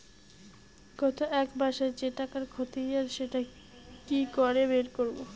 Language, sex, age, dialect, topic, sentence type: Bengali, female, 18-24, Rajbangshi, banking, question